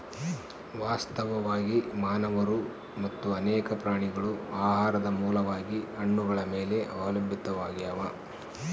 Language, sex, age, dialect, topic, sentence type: Kannada, male, 46-50, Central, agriculture, statement